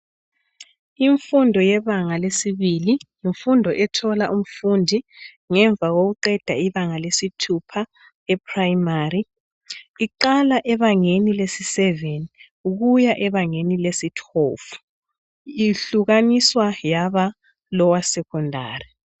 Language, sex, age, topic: North Ndebele, male, 36-49, education